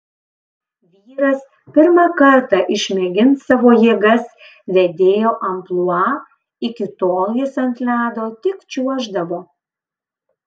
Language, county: Lithuanian, Panevėžys